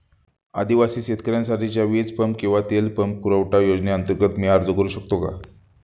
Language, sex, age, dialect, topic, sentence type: Marathi, male, 25-30, Standard Marathi, agriculture, question